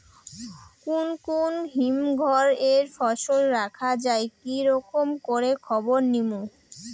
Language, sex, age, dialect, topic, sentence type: Bengali, female, 18-24, Rajbangshi, agriculture, question